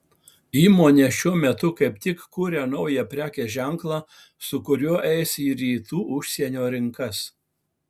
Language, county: Lithuanian, Alytus